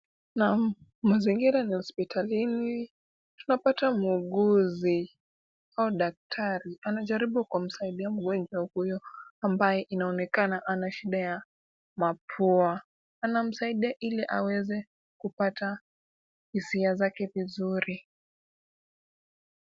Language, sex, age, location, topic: Swahili, female, 18-24, Kisumu, health